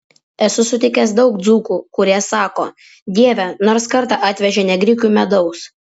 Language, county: Lithuanian, Vilnius